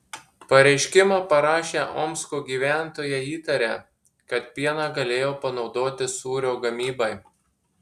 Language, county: Lithuanian, Marijampolė